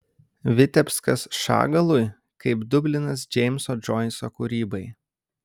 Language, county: Lithuanian, Kaunas